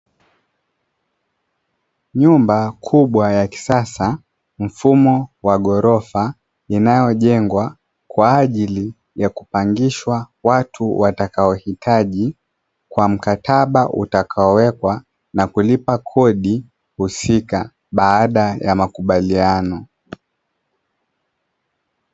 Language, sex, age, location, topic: Swahili, male, 25-35, Dar es Salaam, finance